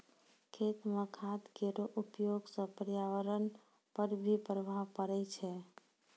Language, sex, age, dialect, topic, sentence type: Maithili, female, 60-100, Angika, agriculture, statement